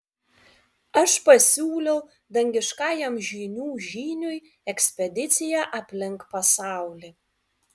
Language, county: Lithuanian, Vilnius